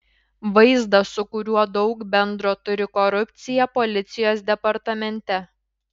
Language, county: Lithuanian, Šiauliai